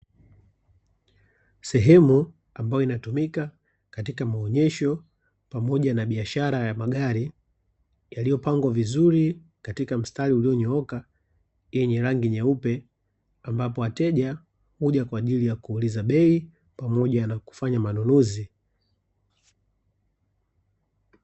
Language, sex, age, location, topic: Swahili, male, 36-49, Dar es Salaam, finance